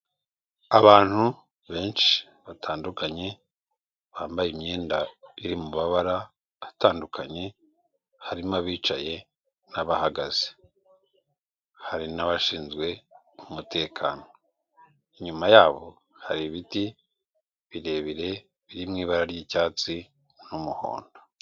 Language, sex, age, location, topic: Kinyarwanda, male, 36-49, Kigali, health